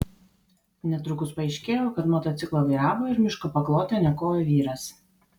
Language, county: Lithuanian, Vilnius